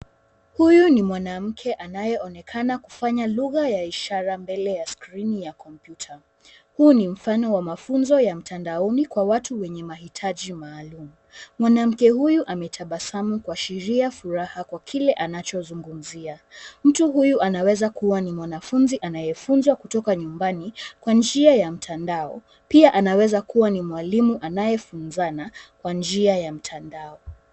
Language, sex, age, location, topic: Swahili, female, 18-24, Nairobi, education